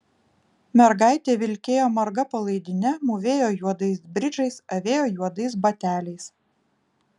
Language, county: Lithuanian, Vilnius